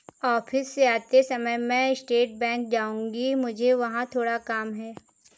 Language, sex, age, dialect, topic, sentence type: Hindi, female, 18-24, Marwari Dhudhari, banking, statement